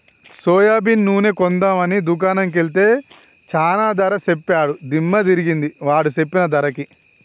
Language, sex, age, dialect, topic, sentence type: Telugu, male, 31-35, Telangana, agriculture, statement